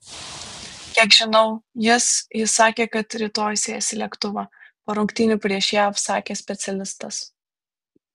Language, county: Lithuanian, Vilnius